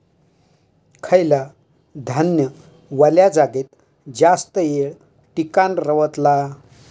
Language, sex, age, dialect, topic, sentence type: Marathi, male, 60-100, Southern Konkan, agriculture, question